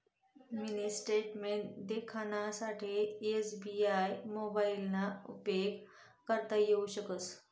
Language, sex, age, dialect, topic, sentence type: Marathi, female, 25-30, Northern Konkan, banking, statement